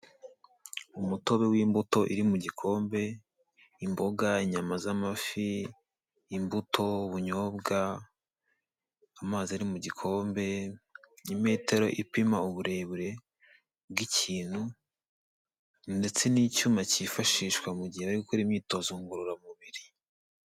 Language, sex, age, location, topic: Kinyarwanda, male, 18-24, Kigali, health